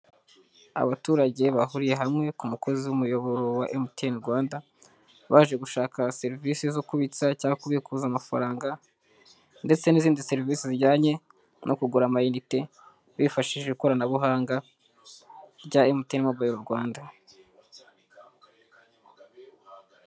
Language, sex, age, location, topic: Kinyarwanda, male, 18-24, Huye, finance